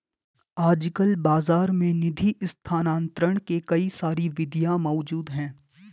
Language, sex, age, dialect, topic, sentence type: Hindi, male, 18-24, Garhwali, banking, statement